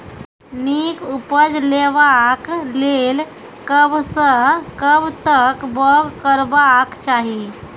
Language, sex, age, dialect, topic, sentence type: Maithili, female, 25-30, Angika, agriculture, question